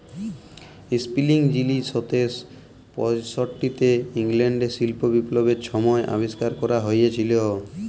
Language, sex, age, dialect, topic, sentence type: Bengali, male, 18-24, Jharkhandi, agriculture, statement